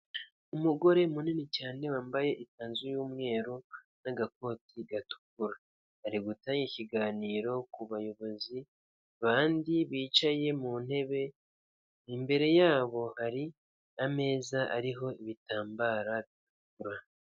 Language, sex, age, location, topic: Kinyarwanda, male, 50+, Kigali, government